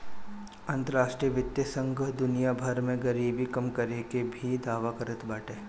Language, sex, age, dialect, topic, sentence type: Bhojpuri, male, 25-30, Northern, banking, statement